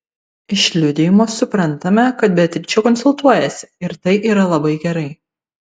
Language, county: Lithuanian, Vilnius